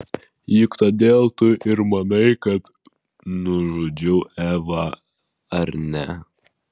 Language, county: Lithuanian, Alytus